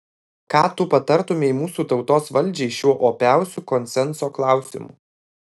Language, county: Lithuanian, Alytus